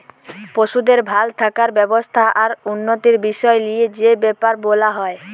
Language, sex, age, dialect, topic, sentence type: Bengali, female, 18-24, Western, agriculture, statement